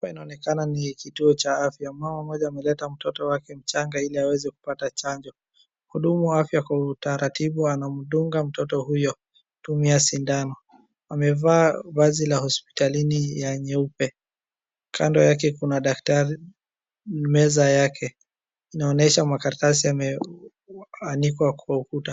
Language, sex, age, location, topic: Swahili, female, 25-35, Wajir, health